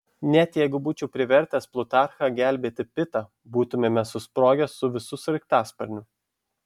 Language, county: Lithuanian, Šiauliai